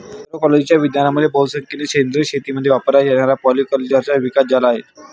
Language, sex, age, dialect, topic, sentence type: Marathi, male, 18-24, Varhadi, agriculture, statement